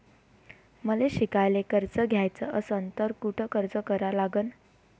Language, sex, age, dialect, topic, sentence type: Marathi, female, 18-24, Varhadi, banking, question